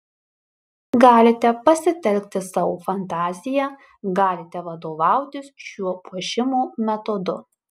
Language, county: Lithuanian, Marijampolė